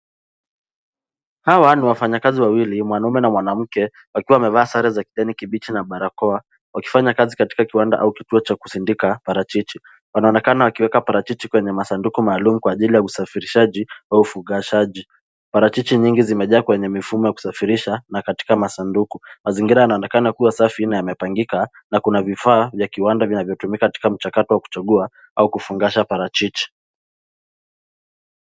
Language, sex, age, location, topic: Swahili, male, 18-24, Nairobi, agriculture